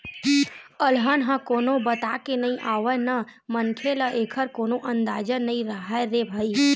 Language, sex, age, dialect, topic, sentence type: Chhattisgarhi, female, 18-24, Western/Budati/Khatahi, banking, statement